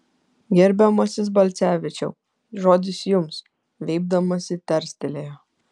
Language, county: Lithuanian, Kaunas